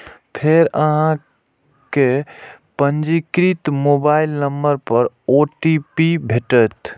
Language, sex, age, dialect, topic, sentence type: Maithili, male, 18-24, Eastern / Thethi, banking, statement